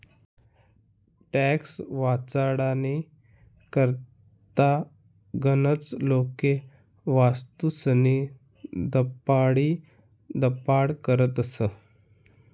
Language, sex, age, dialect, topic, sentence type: Marathi, male, 31-35, Northern Konkan, banking, statement